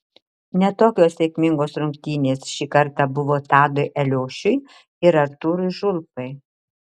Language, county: Lithuanian, Marijampolė